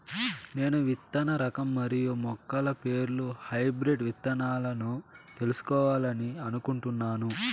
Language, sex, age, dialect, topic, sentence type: Telugu, male, 18-24, Southern, agriculture, question